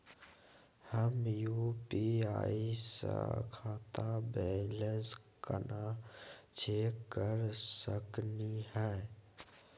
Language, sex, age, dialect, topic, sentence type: Magahi, male, 18-24, Southern, banking, question